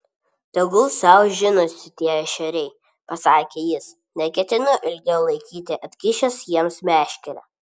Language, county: Lithuanian, Vilnius